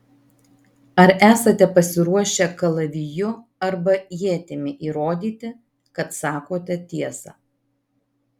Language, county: Lithuanian, Marijampolė